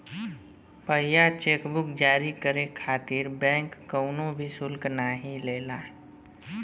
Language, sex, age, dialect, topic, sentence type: Bhojpuri, male, 18-24, Western, banking, statement